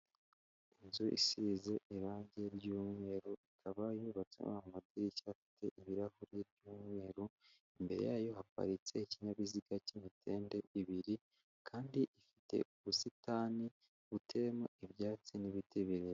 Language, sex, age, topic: Kinyarwanda, male, 18-24, government